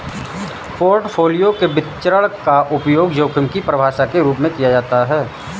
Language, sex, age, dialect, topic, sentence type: Hindi, male, 31-35, Marwari Dhudhari, banking, statement